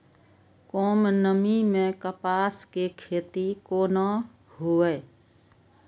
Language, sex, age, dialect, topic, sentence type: Maithili, female, 41-45, Eastern / Thethi, agriculture, question